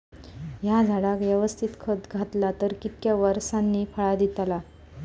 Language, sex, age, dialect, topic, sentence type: Marathi, female, 31-35, Southern Konkan, agriculture, question